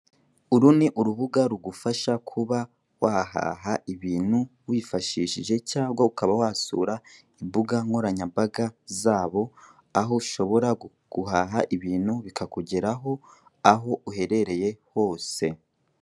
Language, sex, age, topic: Kinyarwanda, male, 18-24, finance